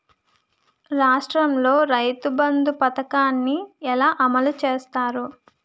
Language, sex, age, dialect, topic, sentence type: Telugu, female, 25-30, Utterandhra, agriculture, question